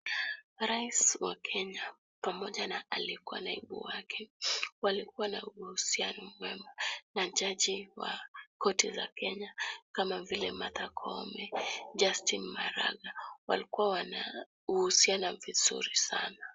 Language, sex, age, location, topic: Swahili, female, 18-24, Kisumu, government